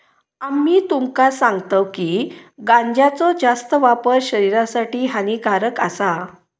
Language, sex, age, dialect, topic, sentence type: Marathi, female, 56-60, Southern Konkan, agriculture, statement